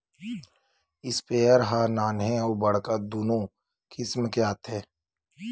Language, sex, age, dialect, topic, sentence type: Chhattisgarhi, male, 31-35, Western/Budati/Khatahi, agriculture, statement